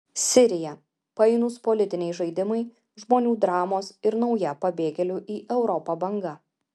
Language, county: Lithuanian, Vilnius